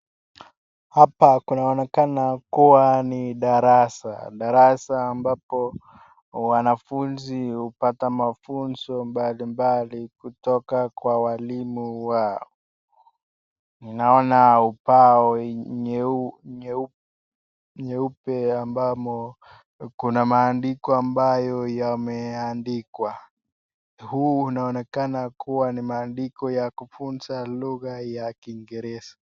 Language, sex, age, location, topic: Swahili, male, 18-24, Nakuru, education